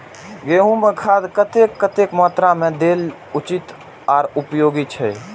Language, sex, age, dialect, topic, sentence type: Maithili, male, 18-24, Eastern / Thethi, agriculture, question